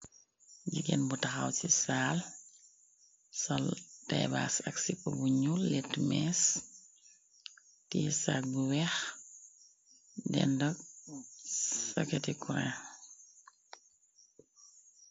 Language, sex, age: Wolof, female, 36-49